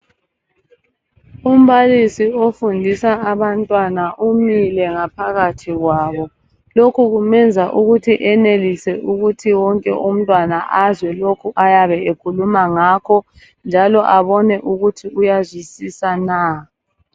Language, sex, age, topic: North Ndebele, female, 50+, education